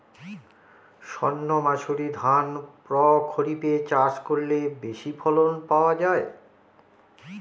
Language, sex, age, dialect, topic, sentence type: Bengali, male, 46-50, Northern/Varendri, agriculture, question